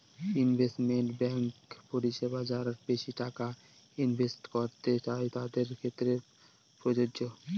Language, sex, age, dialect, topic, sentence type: Bengali, male, 18-24, Northern/Varendri, banking, statement